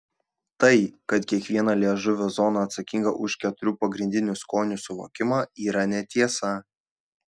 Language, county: Lithuanian, Šiauliai